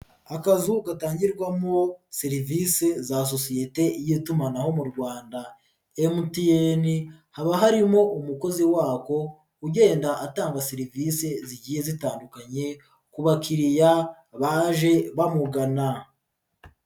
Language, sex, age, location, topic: Kinyarwanda, female, 36-49, Nyagatare, finance